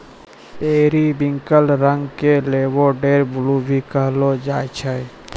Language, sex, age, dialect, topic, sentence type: Maithili, male, 41-45, Angika, agriculture, statement